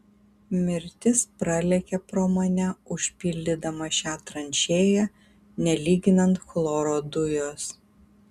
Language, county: Lithuanian, Kaunas